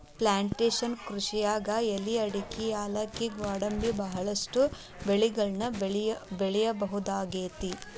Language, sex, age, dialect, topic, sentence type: Kannada, female, 18-24, Dharwad Kannada, agriculture, statement